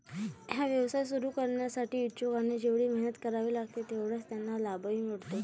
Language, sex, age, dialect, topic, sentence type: Marathi, female, 18-24, Varhadi, agriculture, statement